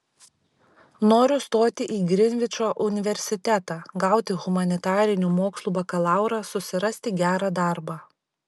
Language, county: Lithuanian, Šiauliai